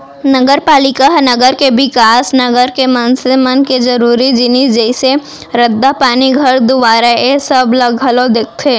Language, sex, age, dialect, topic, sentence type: Chhattisgarhi, female, 18-24, Central, banking, statement